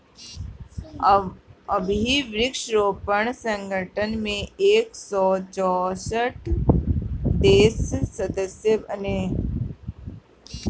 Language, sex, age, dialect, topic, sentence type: Bhojpuri, male, 31-35, Northern, banking, statement